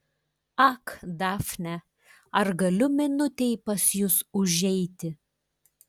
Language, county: Lithuanian, Klaipėda